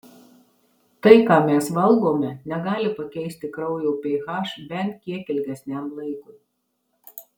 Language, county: Lithuanian, Marijampolė